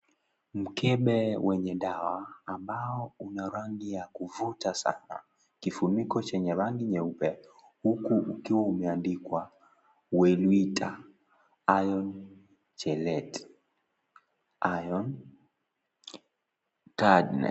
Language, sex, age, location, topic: Swahili, male, 18-24, Kisii, health